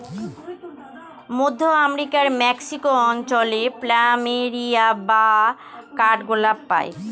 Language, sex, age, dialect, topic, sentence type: Bengali, female, 31-35, Northern/Varendri, agriculture, statement